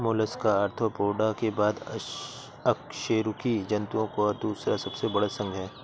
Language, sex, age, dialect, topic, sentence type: Hindi, male, 56-60, Awadhi Bundeli, agriculture, statement